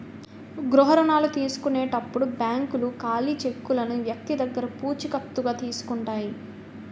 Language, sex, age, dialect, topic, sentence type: Telugu, female, 18-24, Utterandhra, banking, statement